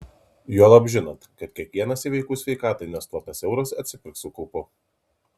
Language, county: Lithuanian, Kaunas